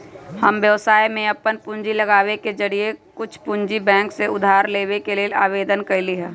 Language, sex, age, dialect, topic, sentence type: Magahi, female, 25-30, Western, banking, statement